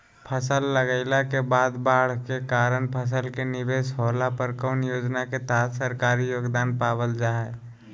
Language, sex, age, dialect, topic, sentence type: Magahi, male, 25-30, Southern, agriculture, question